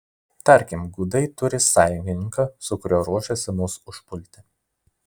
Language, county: Lithuanian, Vilnius